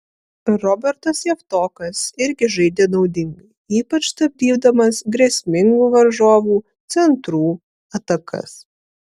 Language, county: Lithuanian, Vilnius